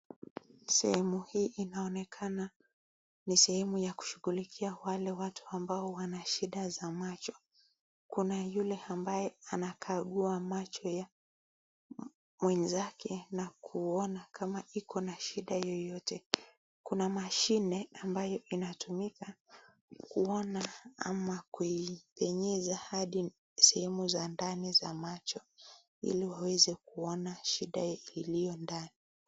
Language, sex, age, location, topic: Swahili, female, 25-35, Nakuru, health